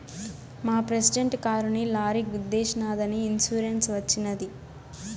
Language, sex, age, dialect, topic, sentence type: Telugu, female, 18-24, Southern, banking, statement